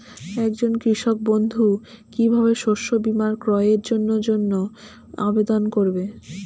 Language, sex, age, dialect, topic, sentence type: Bengali, female, 25-30, Standard Colloquial, agriculture, question